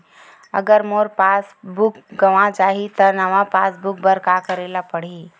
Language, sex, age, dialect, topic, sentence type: Chhattisgarhi, female, 18-24, Western/Budati/Khatahi, banking, question